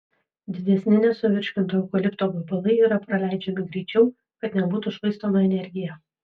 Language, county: Lithuanian, Vilnius